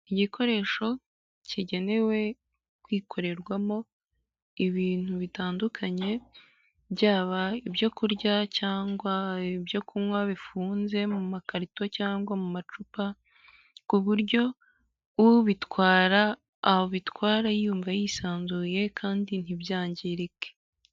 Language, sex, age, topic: Kinyarwanda, female, 18-24, government